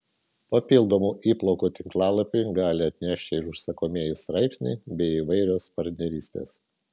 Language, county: Lithuanian, Vilnius